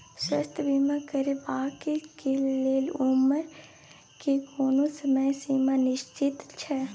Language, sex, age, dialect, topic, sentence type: Maithili, female, 41-45, Bajjika, banking, question